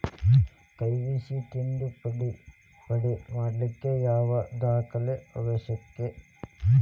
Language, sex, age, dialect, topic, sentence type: Kannada, male, 18-24, Dharwad Kannada, banking, question